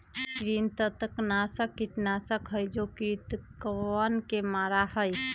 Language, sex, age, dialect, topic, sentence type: Magahi, female, 31-35, Western, agriculture, statement